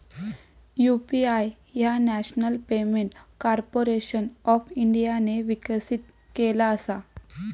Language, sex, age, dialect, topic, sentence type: Marathi, female, 18-24, Southern Konkan, banking, statement